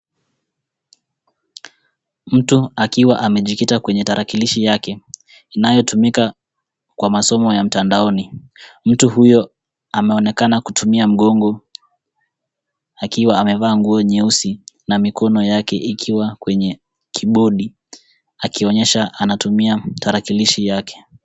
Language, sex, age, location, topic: Swahili, male, 18-24, Nairobi, education